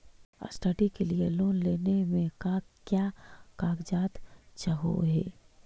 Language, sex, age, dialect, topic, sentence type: Magahi, female, 18-24, Central/Standard, banking, question